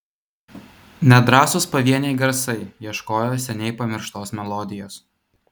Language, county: Lithuanian, Vilnius